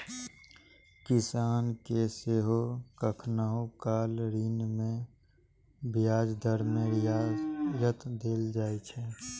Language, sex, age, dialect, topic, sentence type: Maithili, male, 18-24, Eastern / Thethi, banking, statement